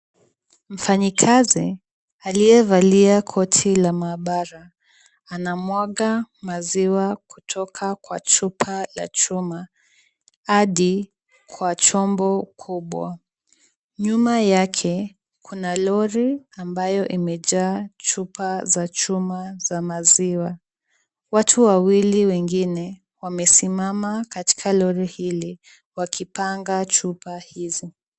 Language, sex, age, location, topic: Swahili, female, 18-24, Kisumu, agriculture